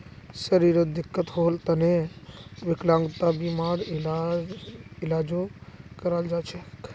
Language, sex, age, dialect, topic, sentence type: Magahi, male, 25-30, Northeastern/Surjapuri, banking, statement